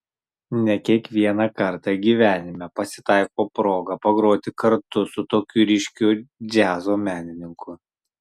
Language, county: Lithuanian, Marijampolė